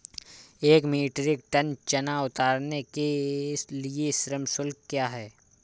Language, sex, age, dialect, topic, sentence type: Hindi, male, 25-30, Awadhi Bundeli, agriculture, question